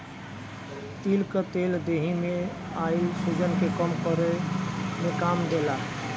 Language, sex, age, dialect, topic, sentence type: Bhojpuri, male, 18-24, Northern, agriculture, statement